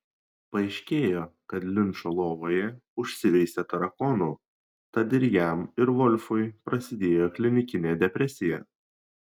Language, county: Lithuanian, Šiauliai